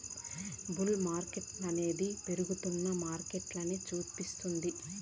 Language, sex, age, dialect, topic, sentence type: Telugu, female, 31-35, Southern, banking, statement